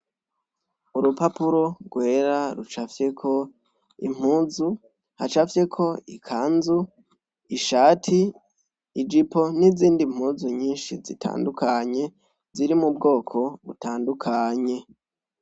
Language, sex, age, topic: Rundi, male, 18-24, education